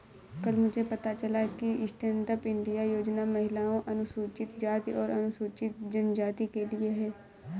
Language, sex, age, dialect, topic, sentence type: Hindi, female, 18-24, Awadhi Bundeli, banking, statement